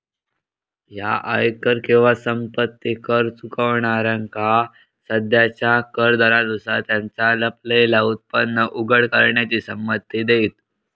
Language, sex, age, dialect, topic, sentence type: Marathi, male, 18-24, Southern Konkan, banking, statement